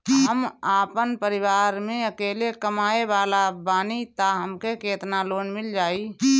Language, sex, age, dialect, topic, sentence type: Bhojpuri, female, 25-30, Northern, banking, question